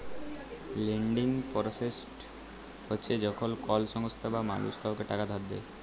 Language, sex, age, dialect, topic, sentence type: Bengali, female, 18-24, Jharkhandi, banking, statement